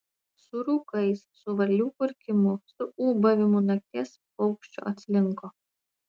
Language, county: Lithuanian, Panevėžys